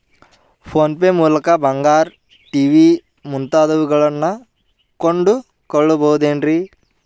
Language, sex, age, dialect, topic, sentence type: Kannada, male, 18-24, Northeastern, banking, question